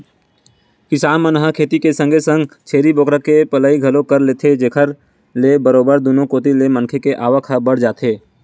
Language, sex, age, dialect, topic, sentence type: Chhattisgarhi, male, 18-24, Western/Budati/Khatahi, agriculture, statement